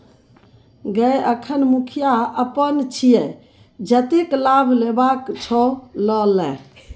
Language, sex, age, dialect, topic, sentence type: Maithili, female, 41-45, Bajjika, banking, statement